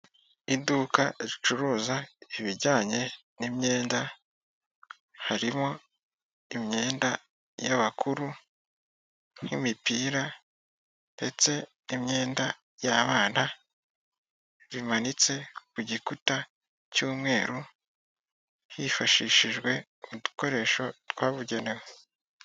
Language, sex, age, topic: Kinyarwanda, male, 18-24, finance